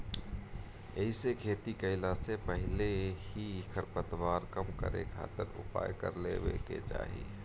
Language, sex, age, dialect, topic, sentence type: Bhojpuri, male, 31-35, Northern, agriculture, statement